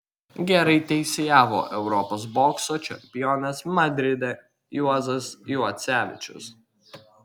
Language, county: Lithuanian, Kaunas